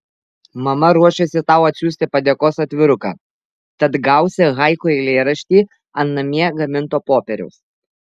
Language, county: Lithuanian, Alytus